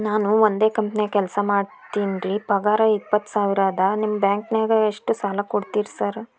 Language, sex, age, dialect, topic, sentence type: Kannada, female, 18-24, Dharwad Kannada, banking, question